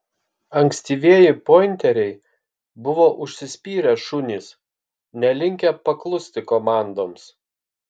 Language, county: Lithuanian, Kaunas